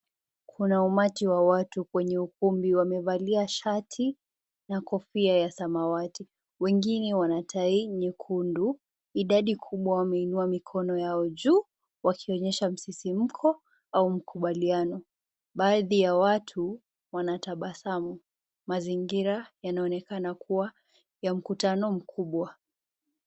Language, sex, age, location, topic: Swahili, female, 18-24, Nakuru, government